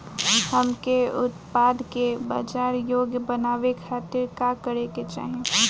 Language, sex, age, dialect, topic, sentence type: Bhojpuri, female, 18-24, Southern / Standard, agriculture, question